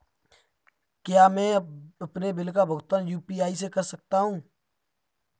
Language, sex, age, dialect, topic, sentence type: Hindi, male, 25-30, Kanauji Braj Bhasha, banking, question